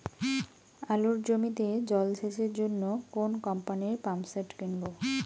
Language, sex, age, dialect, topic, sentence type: Bengali, female, 25-30, Rajbangshi, agriculture, question